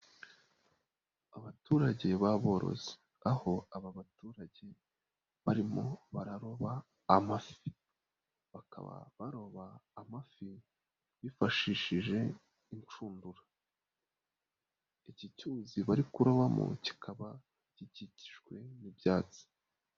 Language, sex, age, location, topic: Kinyarwanda, female, 36-49, Nyagatare, agriculture